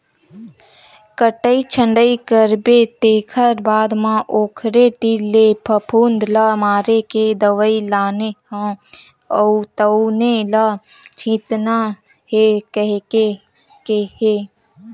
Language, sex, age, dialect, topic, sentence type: Chhattisgarhi, female, 18-24, Western/Budati/Khatahi, agriculture, statement